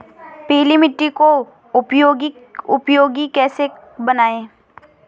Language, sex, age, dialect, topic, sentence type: Hindi, female, 25-30, Awadhi Bundeli, agriculture, question